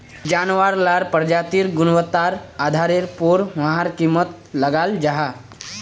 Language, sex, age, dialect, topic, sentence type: Magahi, male, 18-24, Northeastern/Surjapuri, agriculture, statement